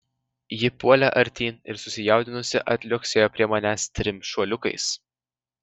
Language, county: Lithuanian, Vilnius